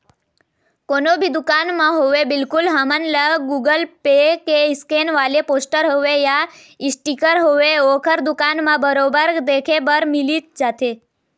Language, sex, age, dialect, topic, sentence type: Chhattisgarhi, female, 18-24, Eastern, banking, statement